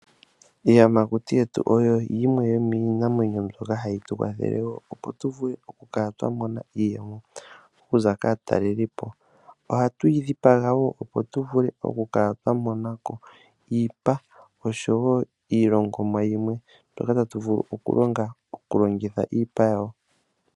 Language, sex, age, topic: Oshiwambo, male, 25-35, agriculture